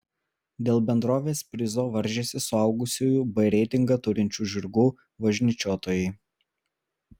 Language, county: Lithuanian, Vilnius